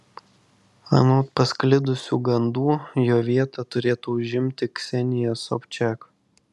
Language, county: Lithuanian, Vilnius